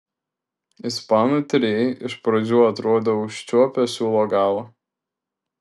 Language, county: Lithuanian, Šiauliai